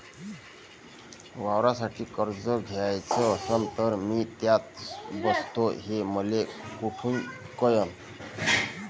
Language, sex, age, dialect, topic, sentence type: Marathi, male, 31-35, Varhadi, banking, question